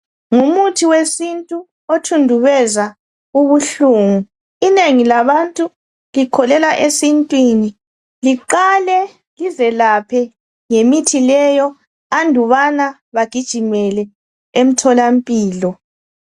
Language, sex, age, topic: North Ndebele, female, 36-49, health